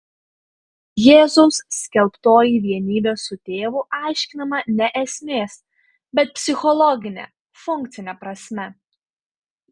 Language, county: Lithuanian, Panevėžys